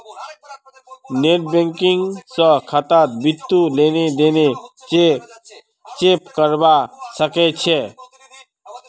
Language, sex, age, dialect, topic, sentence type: Magahi, male, 36-40, Northeastern/Surjapuri, banking, statement